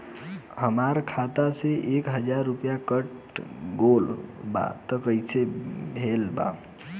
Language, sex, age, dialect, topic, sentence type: Bhojpuri, male, 18-24, Southern / Standard, banking, question